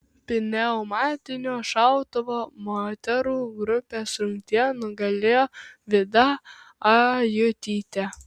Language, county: Lithuanian, Kaunas